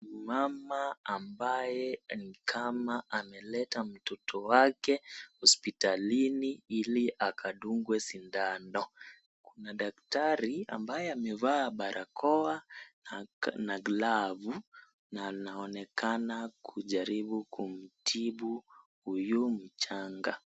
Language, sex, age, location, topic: Swahili, male, 18-24, Kisii, health